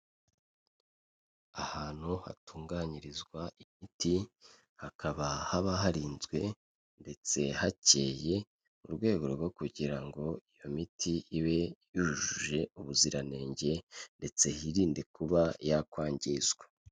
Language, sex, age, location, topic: Kinyarwanda, male, 25-35, Kigali, health